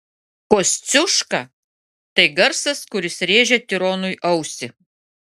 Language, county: Lithuanian, Klaipėda